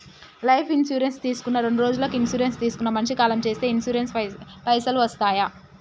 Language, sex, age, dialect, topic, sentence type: Telugu, male, 18-24, Telangana, banking, question